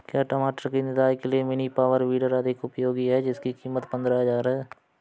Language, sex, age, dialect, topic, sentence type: Hindi, male, 25-30, Awadhi Bundeli, agriculture, question